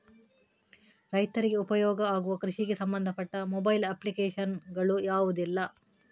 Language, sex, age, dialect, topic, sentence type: Kannada, female, 31-35, Coastal/Dakshin, agriculture, question